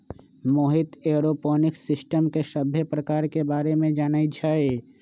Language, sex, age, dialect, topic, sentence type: Magahi, male, 25-30, Western, agriculture, statement